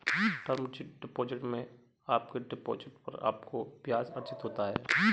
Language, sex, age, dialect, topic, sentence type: Hindi, male, 25-30, Marwari Dhudhari, banking, statement